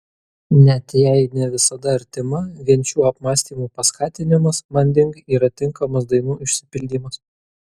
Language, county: Lithuanian, Kaunas